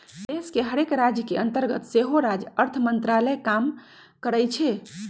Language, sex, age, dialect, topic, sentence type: Magahi, female, 46-50, Western, banking, statement